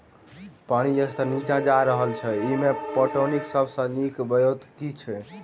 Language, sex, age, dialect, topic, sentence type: Maithili, male, 18-24, Southern/Standard, agriculture, question